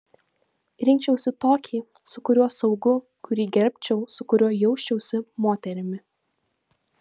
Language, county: Lithuanian, Vilnius